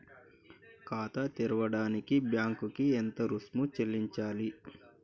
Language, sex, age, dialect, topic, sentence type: Telugu, male, 36-40, Telangana, banking, question